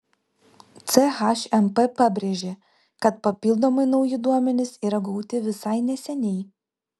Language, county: Lithuanian, Vilnius